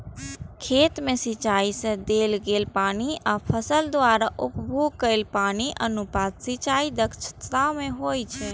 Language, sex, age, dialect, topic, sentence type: Maithili, female, 18-24, Eastern / Thethi, agriculture, statement